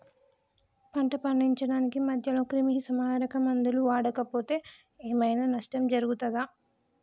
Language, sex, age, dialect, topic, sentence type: Telugu, male, 18-24, Telangana, agriculture, question